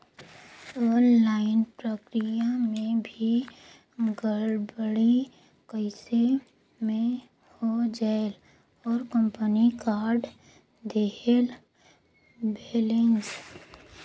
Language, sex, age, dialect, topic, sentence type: Chhattisgarhi, female, 18-24, Northern/Bhandar, banking, question